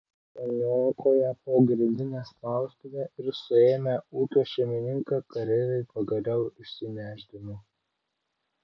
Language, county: Lithuanian, Vilnius